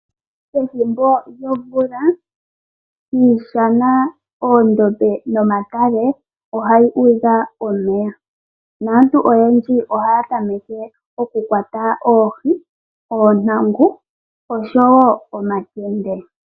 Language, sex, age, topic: Oshiwambo, female, 25-35, agriculture